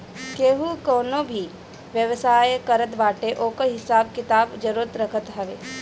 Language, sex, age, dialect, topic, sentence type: Bhojpuri, female, 18-24, Northern, banking, statement